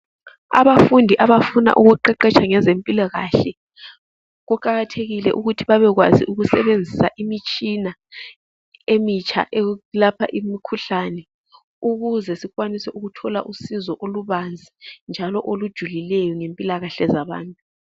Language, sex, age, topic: North Ndebele, female, 25-35, education